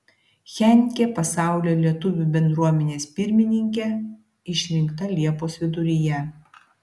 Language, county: Lithuanian, Klaipėda